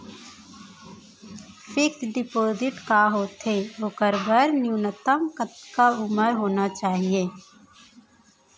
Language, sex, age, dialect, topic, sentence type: Chhattisgarhi, female, 25-30, Central, banking, question